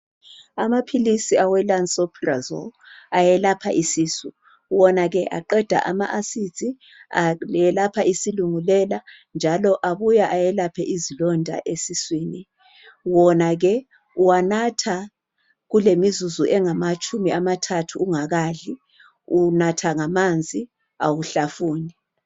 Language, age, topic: North Ndebele, 36-49, health